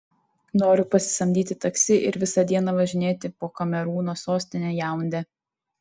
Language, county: Lithuanian, Tauragė